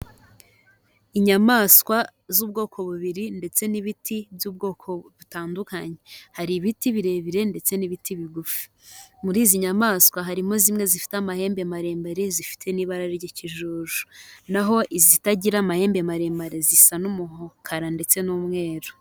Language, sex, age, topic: Kinyarwanda, female, 18-24, agriculture